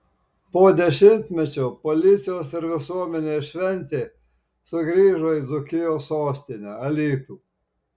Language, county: Lithuanian, Marijampolė